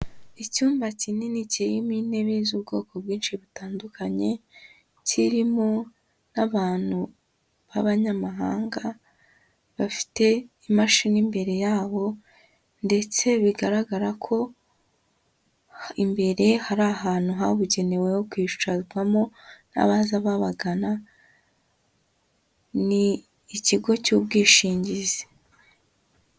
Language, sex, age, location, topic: Kinyarwanda, female, 18-24, Huye, finance